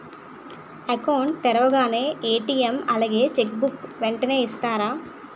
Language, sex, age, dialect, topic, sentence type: Telugu, female, 25-30, Utterandhra, banking, question